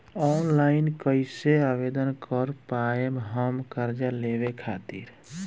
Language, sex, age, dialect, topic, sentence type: Bhojpuri, male, 18-24, Southern / Standard, banking, question